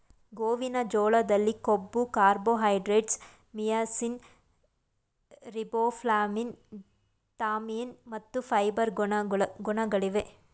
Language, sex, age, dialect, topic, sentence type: Kannada, female, 25-30, Mysore Kannada, agriculture, statement